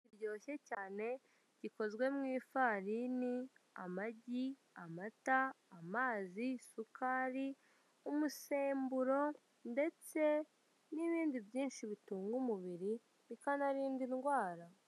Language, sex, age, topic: Kinyarwanda, female, 25-35, finance